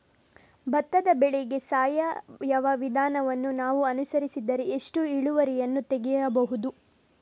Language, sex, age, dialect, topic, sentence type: Kannada, female, 18-24, Coastal/Dakshin, agriculture, question